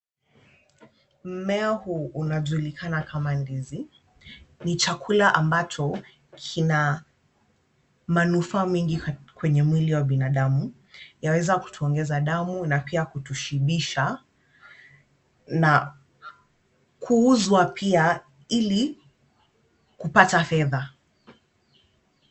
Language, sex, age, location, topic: Swahili, female, 25-35, Kisumu, agriculture